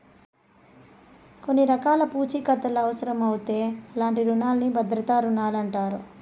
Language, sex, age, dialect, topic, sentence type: Telugu, male, 31-35, Southern, banking, statement